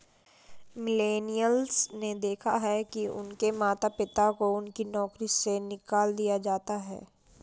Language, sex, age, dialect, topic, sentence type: Hindi, female, 56-60, Marwari Dhudhari, banking, statement